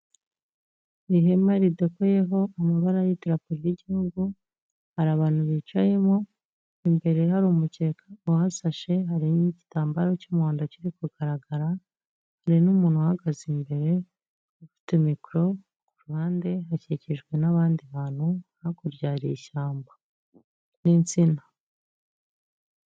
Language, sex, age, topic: Kinyarwanda, female, 25-35, government